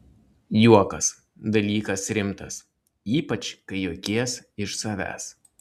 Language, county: Lithuanian, Klaipėda